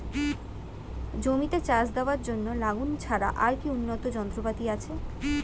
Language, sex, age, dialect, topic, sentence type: Bengali, female, 18-24, Standard Colloquial, agriculture, question